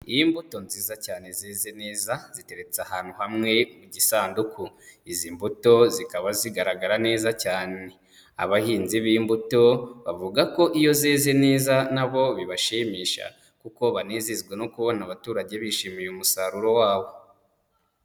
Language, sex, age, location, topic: Kinyarwanda, male, 25-35, Kigali, agriculture